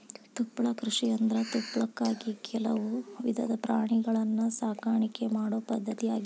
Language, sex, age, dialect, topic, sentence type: Kannada, female, 25-30, Dharwad Kannada, agriculture, statement